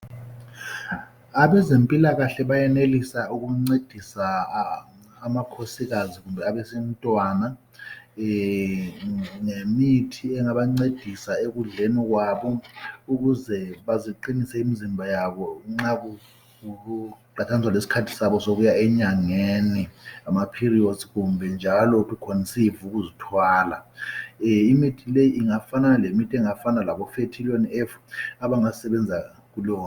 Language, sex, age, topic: North Ndebele, male, 50+, health